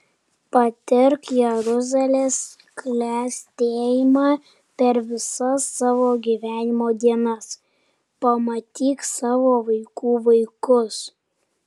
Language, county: Lithuanian, Kaunas